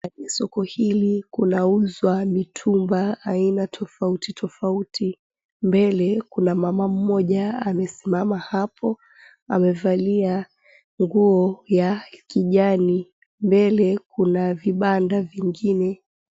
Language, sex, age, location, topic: Swahili, female, 25-35, Mombasa, finance